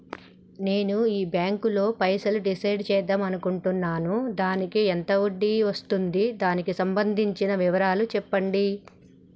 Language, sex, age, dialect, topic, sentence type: Telugu, male, 31-35, Telangana, banking, question